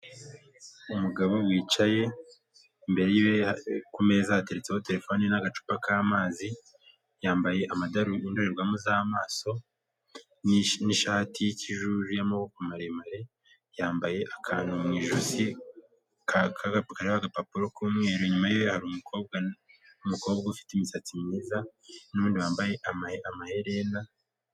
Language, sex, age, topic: Kinyarwanda, male, 18-24, government